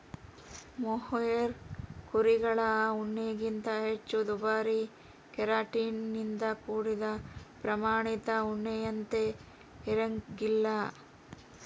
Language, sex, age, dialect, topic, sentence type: Kannada, female, 36-40, Central, agriculture, statement